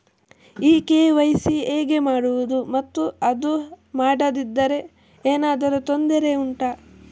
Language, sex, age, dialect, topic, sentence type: Kannada, male, 25-30, Coastal/Dakshin, banking, question